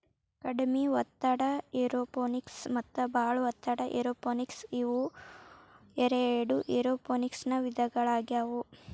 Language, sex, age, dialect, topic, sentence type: Kannada, female, 18-24, Dharwad Kannada, agriculture, statement